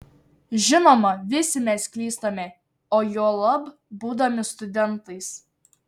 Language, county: Lithuanian, Šiauliai